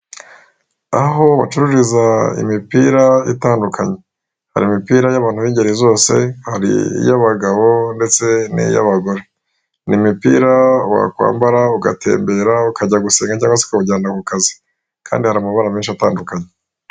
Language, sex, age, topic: Kinyarwanda, male, 25-35, finance